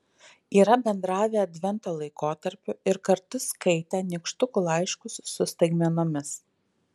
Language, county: Lithuanian, Vilnius